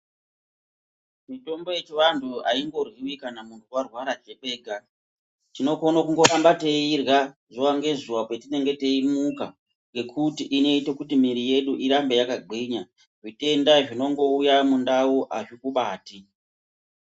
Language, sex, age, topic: Ndau, female, 36-49, health